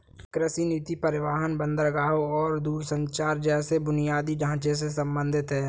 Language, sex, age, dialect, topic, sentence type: Hindi, male, 18-24, Kanauji Braj Bhasha, agriculture, statement